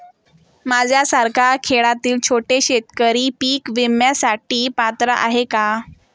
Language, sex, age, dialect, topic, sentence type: Marathi, female, 18-24, Standard Marathi, agriculture, question